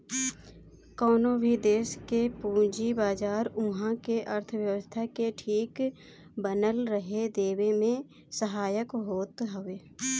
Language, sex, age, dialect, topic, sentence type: Bhojpuri, female, 25-30, Northern, banking, statement